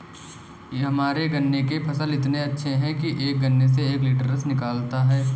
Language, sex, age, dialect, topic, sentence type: Hindi, male, 18-24, Kanauji Braj Bhasha, agriculture, statement